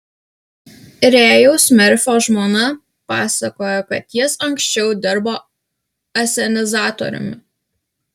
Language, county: Lithuanian, Alytus